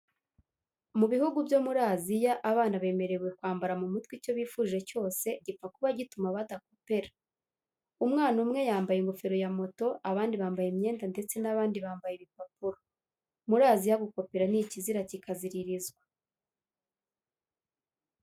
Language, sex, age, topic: Kinyarwanda, female, 18-24, education